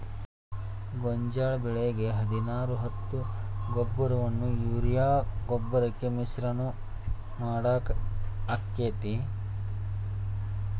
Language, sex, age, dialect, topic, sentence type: Kannada, male, 36-40, Dharwad Kannada, agriculture, question